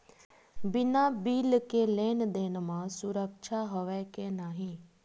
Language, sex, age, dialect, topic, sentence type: Chhattisgarhi, female, 36-40, Western/Budati/Khatahi, banking, question